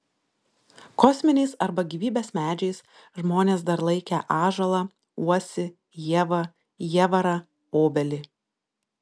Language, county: Lithuanian, Šiauliai